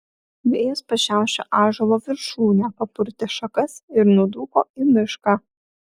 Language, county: Lithuanian, Klaipėda